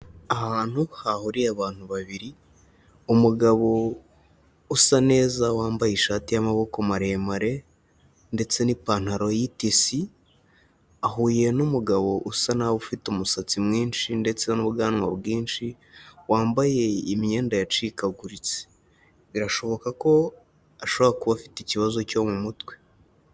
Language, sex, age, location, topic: Kinyarwanda, male, 18-24, Huye, health